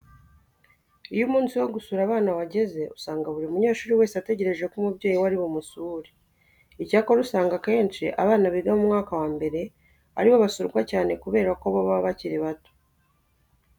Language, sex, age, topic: Kinyarwanda, female, 25-35, education